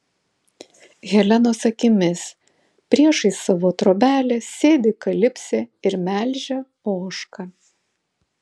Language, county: Lithuanian, Vilnius